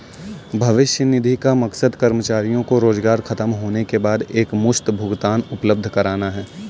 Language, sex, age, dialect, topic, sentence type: Hindi, male, 18-24, Kanauji Braj Bhasha, banking, statement